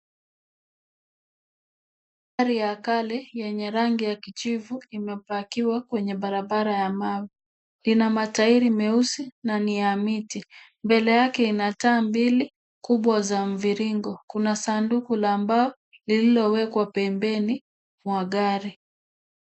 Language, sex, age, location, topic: Swahili, female, 50+, Kisumu, finance